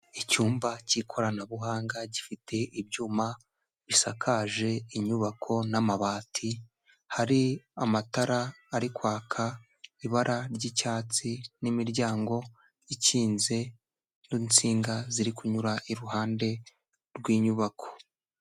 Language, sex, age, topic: Kinyarwanda, male, 18-24, health